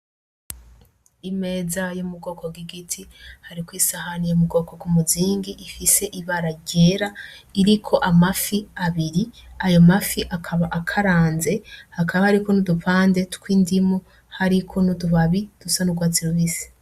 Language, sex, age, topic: Rundi, female, 25-35, agriculture